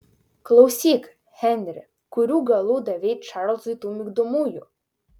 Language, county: Lithuanian, Utena